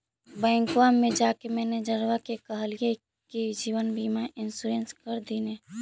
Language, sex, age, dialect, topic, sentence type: Magahi, female, 46-50, Central/Standard, banking, question